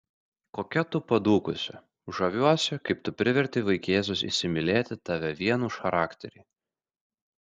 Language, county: Lithuanian, Kaunas